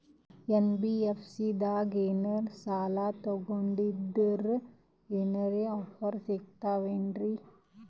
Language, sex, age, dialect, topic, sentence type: Kannada, female, 18-24, Northeastern, banking, question